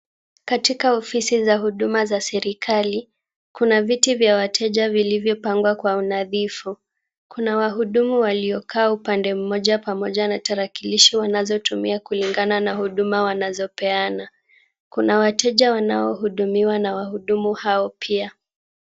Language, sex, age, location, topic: Swahili, female, 18-24, Kisumu, government